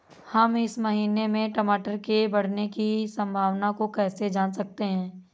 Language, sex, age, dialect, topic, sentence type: Hindi, female, 25-30, Awadhi Bundeli, agriculture, question